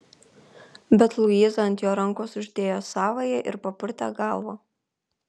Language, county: Lithuanian, Kaunas